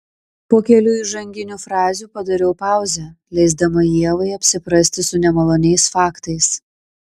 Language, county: Lithuanian, Klaipėda